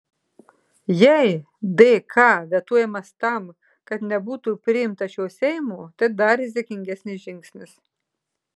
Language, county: Lithuanian, Marijampolė